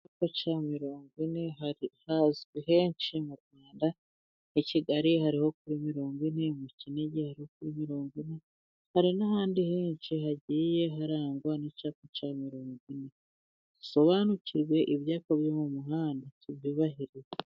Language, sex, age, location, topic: Kinyarwanda, female, 36-49, Musanze, government